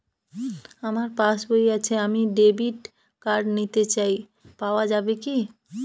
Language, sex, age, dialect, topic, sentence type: Bengali, female, 31-35, Northern/Varendri, banking, question